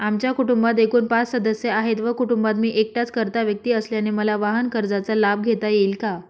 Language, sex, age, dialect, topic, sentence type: Marathi, male, 18-24, Northern Konkan, banking, question